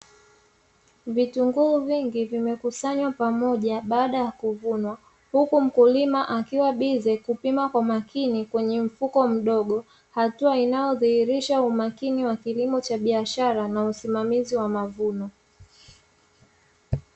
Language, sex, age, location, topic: Swahili, female, 25-35, Dar es Salaam, agriculture